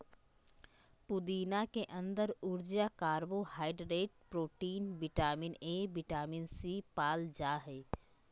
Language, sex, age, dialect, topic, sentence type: Magahi, female, 25-30, Southern, agriculture, statement